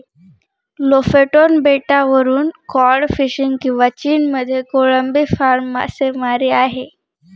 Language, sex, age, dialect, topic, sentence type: Marathi, female, 31-35, Northern Konkan, agriculture, statement